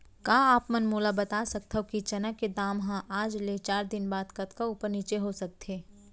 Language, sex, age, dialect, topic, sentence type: Chhattisgarhi, female, 31-35, Central, agriculture, question